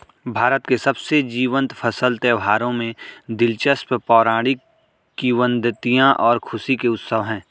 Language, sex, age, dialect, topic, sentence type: Hindi, male, 46-50, Hindustani Malvi Khadi Boli, agriculture, statement